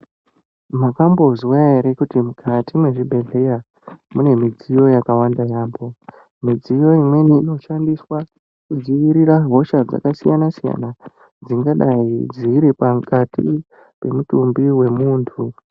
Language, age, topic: Ndau, 50+, health